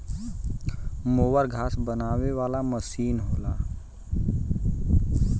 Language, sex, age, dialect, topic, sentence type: Bhojpuri, male, 18-24, Western, agriculture, statement